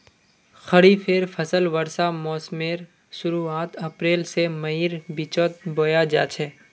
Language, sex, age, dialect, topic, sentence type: Magahi, male, 18-24, Northeastern/Surjapuri, agriculture, statement